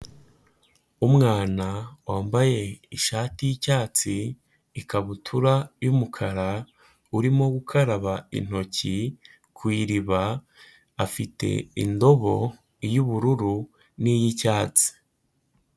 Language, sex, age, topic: Kinyarwanda, male, 18-24, health